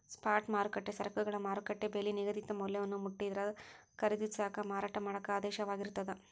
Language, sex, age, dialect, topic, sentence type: Kannada, female, 18-24, Dharwad Kannada, banking, statement